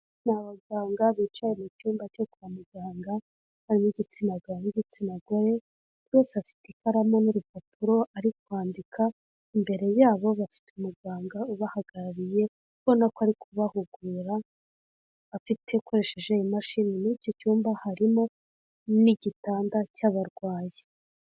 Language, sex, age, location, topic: Kinyarwanda, female, 25-35, Kigali, health